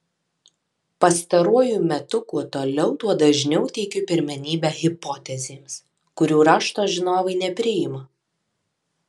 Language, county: Lithuanian, Alytus